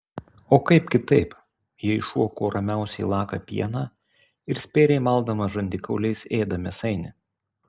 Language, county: Lithuanian, Utena